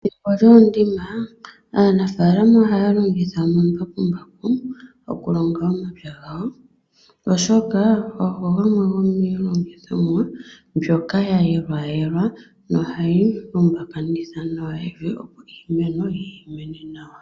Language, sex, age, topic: Oshiwambo, female, 25-35, agriculture